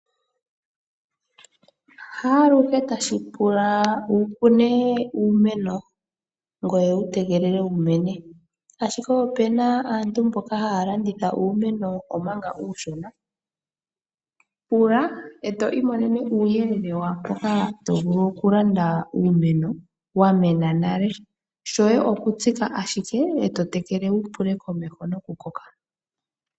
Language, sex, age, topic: Oshiwambo, female, 25-35, agriculture